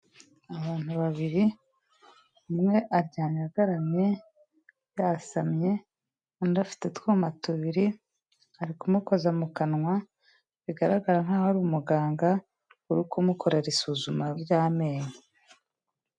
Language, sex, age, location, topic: Kinyarwanda, female, 36-49, Kigali, health